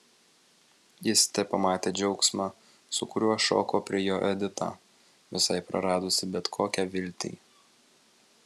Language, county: Lithuanian, Vilnius